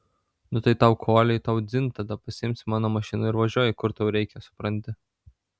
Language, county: Lithuanian, Vilnius